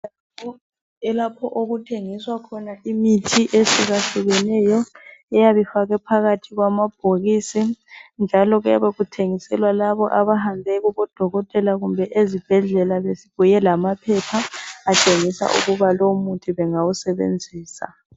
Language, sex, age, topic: North Ndebele, female, 25-35, health